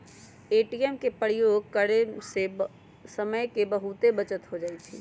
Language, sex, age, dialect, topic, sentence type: Magahi, female, 25-30, Western, banking, statement